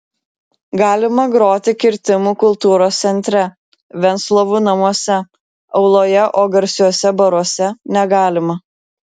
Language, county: Lithuanian, Vilnius